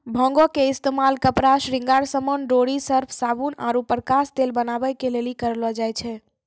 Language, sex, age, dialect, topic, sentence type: Maithili, female, 46-50, Angika, agriculture, statement